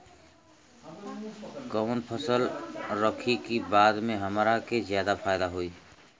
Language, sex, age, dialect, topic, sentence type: Bhojpuri, male, 41-45, Western, agriculture, question